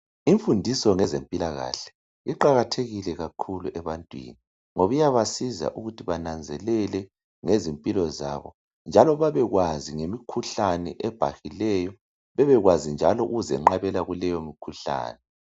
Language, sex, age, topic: North Ndebele, male, 36-49, health